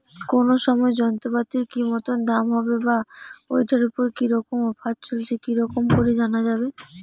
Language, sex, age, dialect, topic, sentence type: Bengali, female, 18-24, Rajbangshi, agriculture, question